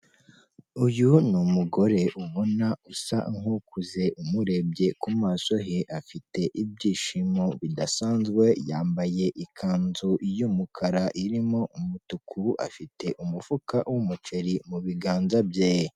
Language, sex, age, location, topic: Kinyarwanda, female, 18-24, Kigali, finance